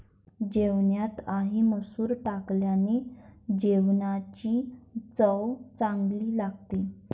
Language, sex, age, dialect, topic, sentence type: Marathi, female, 25-30, Varhadi, agriculture, statement